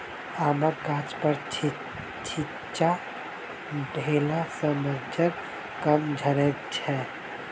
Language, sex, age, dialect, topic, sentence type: Maithili, male, 18-24, Southern/Standard, agriculture, statement